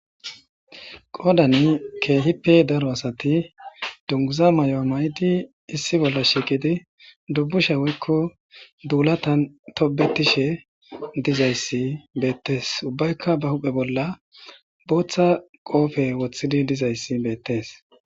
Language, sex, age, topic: Gamo, male, 25-35, government